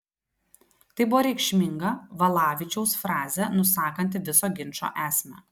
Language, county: Lithuanian, Telšiai